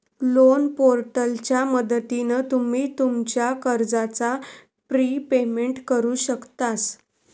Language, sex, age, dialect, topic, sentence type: Marathi, female, 51-55, Southern Konkan, banking, statement